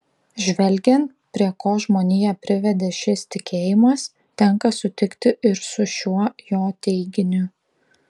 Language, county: Lithuanian, Klaipėda